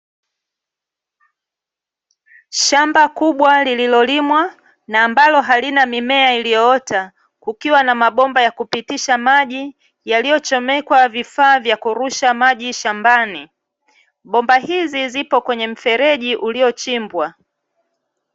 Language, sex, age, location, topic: Swahili, female, 36-49, Dar es Salaam, agriculture